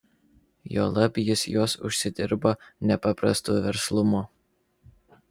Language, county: Lithuanian, Vilnius